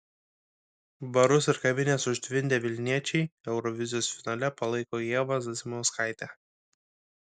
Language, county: Lithuanian, Kaunas